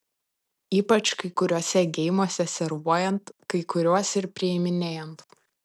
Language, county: Lithuanian, Panevėžys